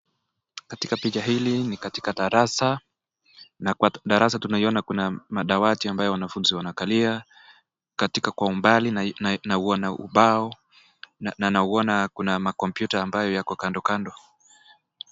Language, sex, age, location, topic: Swahili, male, 25-35, Nakuru, education